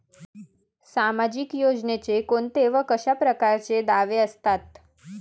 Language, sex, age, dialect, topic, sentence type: Marathi, female, 18-24, Varhadi, banking, question